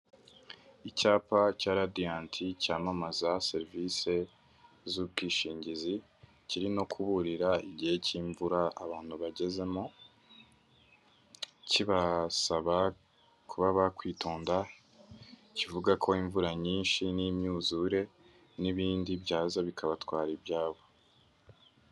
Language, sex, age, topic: Kinyarwanda, male, 18-24, finance